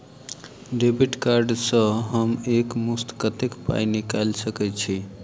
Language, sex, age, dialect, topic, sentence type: Maithili, male, 31-35, Southern/Standard, banking, question